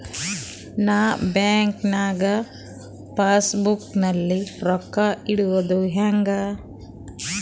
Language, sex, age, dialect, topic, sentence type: Kannada, female, 41-45, Northeastern, banking, question